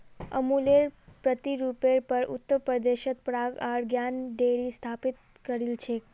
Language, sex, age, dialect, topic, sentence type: Magahi, female, 36-40, Northeastern/Surjapuri, agriculture, statement